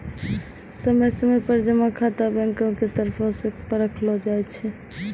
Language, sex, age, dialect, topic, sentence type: Maithili, female, 18-24, Angika, banking, statement